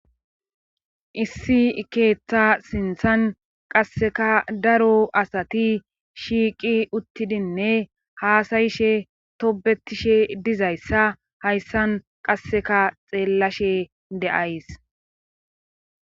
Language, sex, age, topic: Gamo, female, 25-35, government